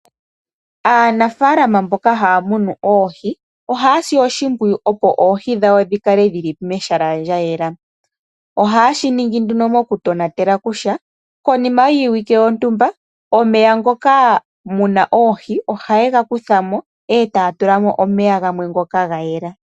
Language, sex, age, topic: Oshiwambo, female, 18-24, agriculture